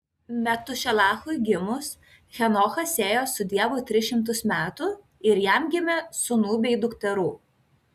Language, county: Lithuanian, Kaunas